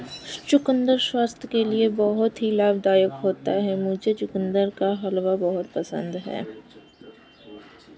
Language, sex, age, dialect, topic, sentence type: Hindi, female, 25-30, Kanauji Braj Bhasha, agriculture, statement